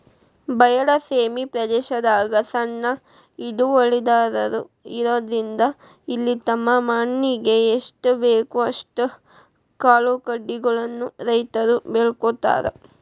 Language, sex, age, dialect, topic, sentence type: Kannada, female, 18-24, Dharwad Kannada, agriculture, statement